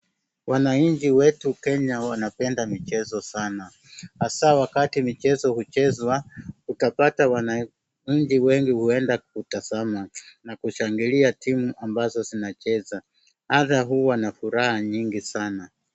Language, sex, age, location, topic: Swahili, male, 36-49, Wajir, government